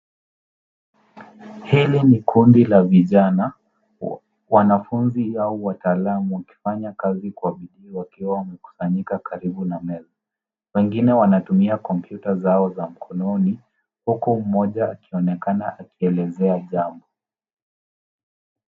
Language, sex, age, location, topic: Swahili, male, 18-24, Nairobi, education